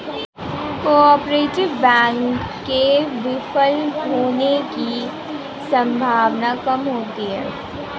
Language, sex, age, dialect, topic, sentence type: Hindi, female, 18-24, Marwari Dhudhari, banking, statement